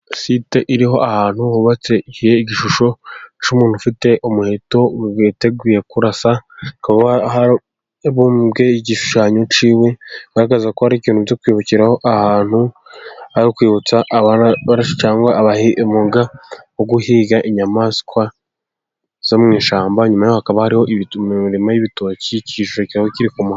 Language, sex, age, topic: Kinyarwanda, male, 18-24, government